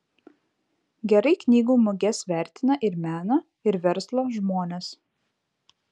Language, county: Lithuanian, Vilnius